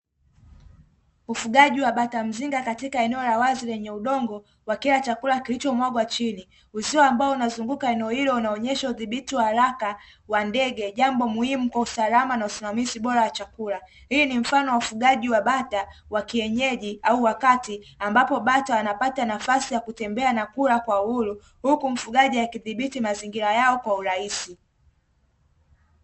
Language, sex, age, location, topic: Swahili, female, 18-24, Dar es Salaam, agriculture